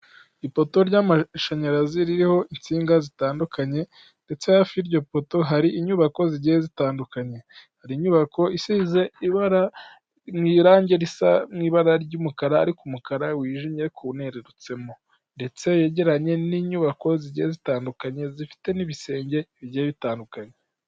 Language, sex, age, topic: Kinyarwanda, male, 18-24, government